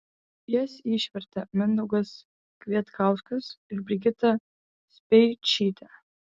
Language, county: Lithuanian, Vilnius